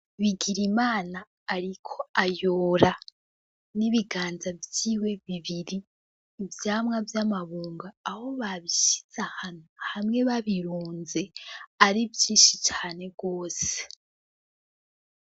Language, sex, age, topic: Rundi, female, 18-24, agriculture